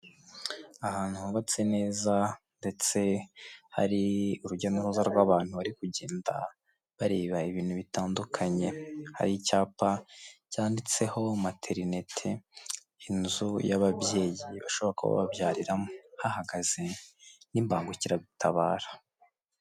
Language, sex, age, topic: Kinyarwanda, male, 18-24, government